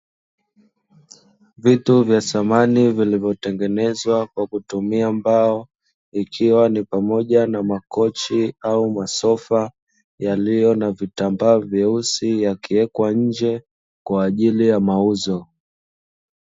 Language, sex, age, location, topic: Swahili, male, 25-35, Dar es Salaam, finance